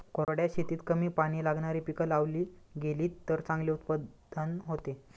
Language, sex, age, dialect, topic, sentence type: Marathi, male, 25-30, Standard Marathi, agriculture, statement